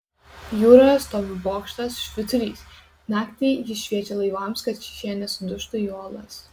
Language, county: Lithuanian, Kaunas